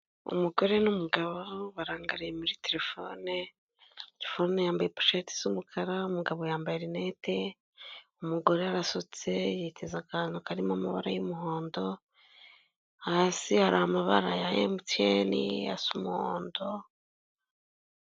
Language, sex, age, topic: Kinyarwanda, female, 25-35, finance